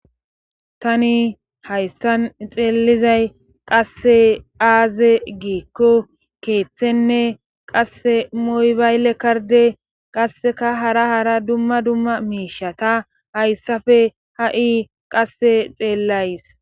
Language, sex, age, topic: Gamo, female, 25-35, government